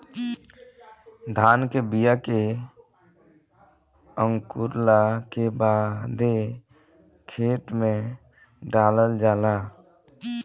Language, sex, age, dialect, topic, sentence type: Bhojpuri, male, 25-30, Southern / Standard, agriculture, statement